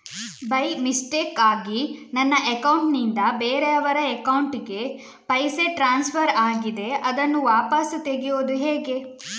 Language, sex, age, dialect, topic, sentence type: Kannada, female, 56-60, Coastal/Dakshin, banking, question